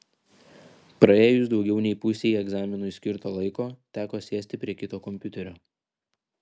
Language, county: Lithuanian, Vilnius